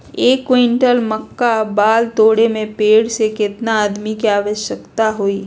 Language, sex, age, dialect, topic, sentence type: Magahi, female, 31-35, Western, agriculture, question